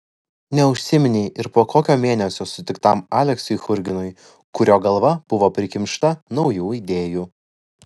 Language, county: Lithuanian, Vilnius